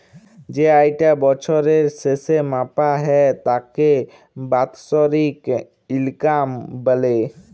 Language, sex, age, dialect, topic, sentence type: Bengali, male, 25-30, Jharkhandi, banking, statement